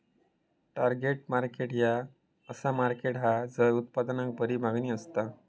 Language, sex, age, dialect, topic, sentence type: Marathi, male, 25-30, Southern Konkan, banking, statement